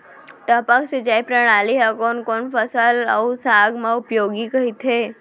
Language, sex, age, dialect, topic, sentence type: Chhattisgarhi, female, 36-40, Central, agriculture, question